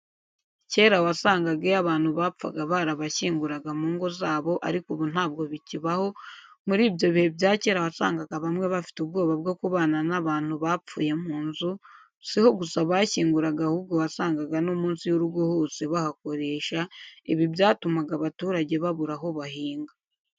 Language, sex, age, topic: Kinyarwanda, female, 18-24, education